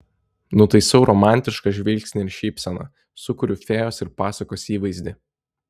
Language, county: Lithuanian, Telšiai